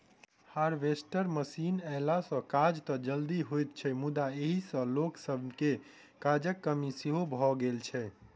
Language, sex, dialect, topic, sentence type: Maithili, male, Southern/Standard, agriculture, statement